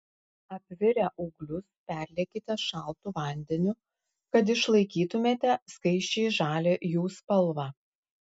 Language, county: Lithuanian, Klaipėda